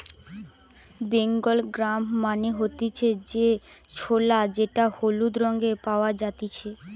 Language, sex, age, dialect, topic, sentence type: Bengali, female, 18-24, Western, agriculture, statement